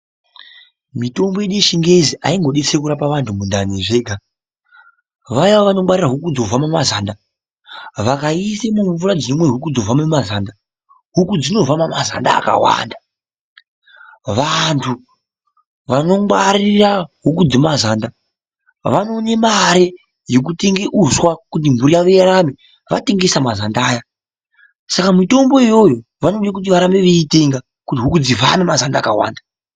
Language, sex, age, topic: Ndau, male, 25-35, health